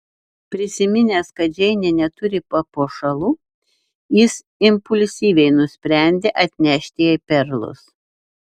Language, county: Lithuanian, Šiauliai